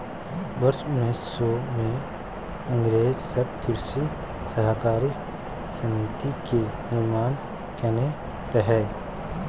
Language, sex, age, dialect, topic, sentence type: Maithili, male, 18-24, Bajjika, agriculture, statement